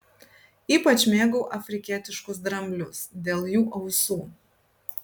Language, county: Lithuanian, Kaunas